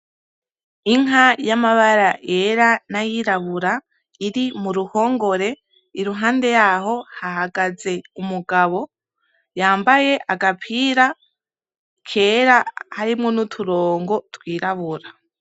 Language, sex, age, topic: Rundi, female, 18-24, agriculture